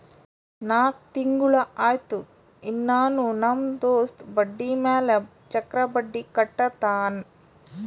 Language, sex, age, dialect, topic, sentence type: Kannada, female, 36-40, Northeastern, banking, statement